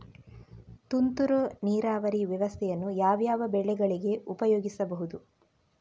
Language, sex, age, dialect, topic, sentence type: Kannada, female, 18-24, Coastal/Dakshin, agriculture, question